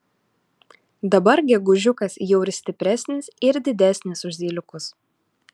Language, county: Lithuanian, Alytus